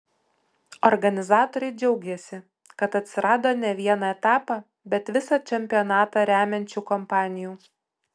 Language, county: Lithuanian, Utena